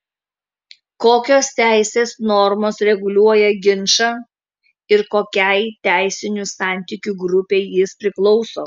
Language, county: Lithuanian, Kaunas